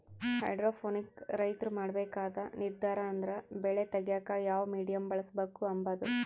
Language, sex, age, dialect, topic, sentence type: Kannada, female, 25-30, Central, agriculture, statement